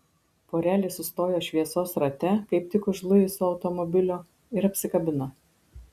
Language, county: Lithuanian, Marijampolė